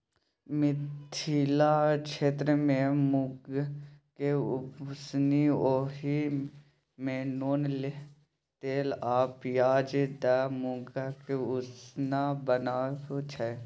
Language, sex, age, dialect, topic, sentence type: Maithili, male, 18-24, Bajjika, agriculture, statement